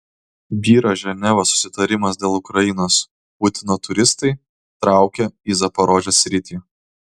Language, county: Lithuanian, Kaunas